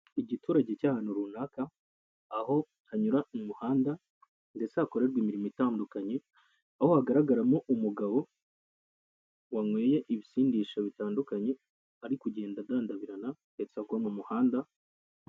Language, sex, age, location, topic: Kinyarwanda, male, 25-35, Kigali, health